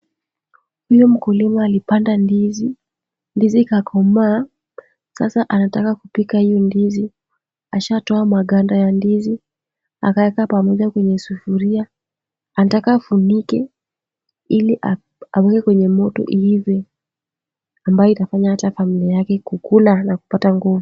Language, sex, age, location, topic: Swahili, female, 18-24, Kisumu, agriculture